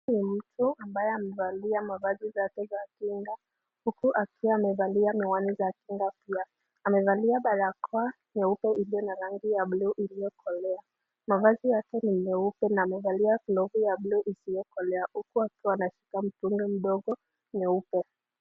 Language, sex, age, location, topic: Swahili, female, 25-35, Nakuru, health